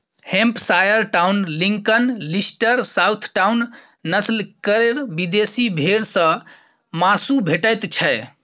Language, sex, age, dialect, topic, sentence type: Maithili, female, 18-24, Bajjika, agriculture, statement